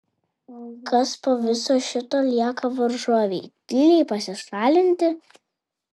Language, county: Lithuanian, Vilnius